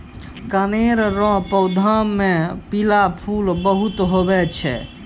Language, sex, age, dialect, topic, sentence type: Maithili, male, 51-55, Angika, agriculture, statement